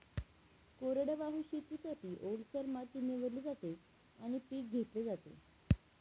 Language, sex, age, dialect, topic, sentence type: Marathi, female, 18-24, Northern Konkan, agriculture, statement